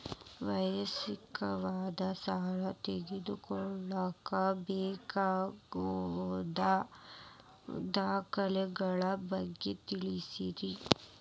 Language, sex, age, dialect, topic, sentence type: Kannada, female, 18-24, Dharwad Kannada, banking, question